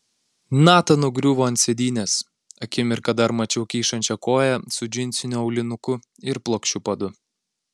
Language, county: Lithuanian, Alytus